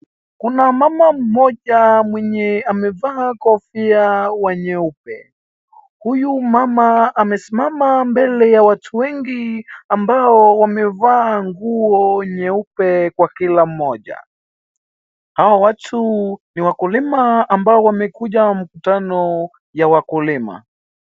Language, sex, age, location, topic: Swahili, male, 18-24, Wajir, agriculture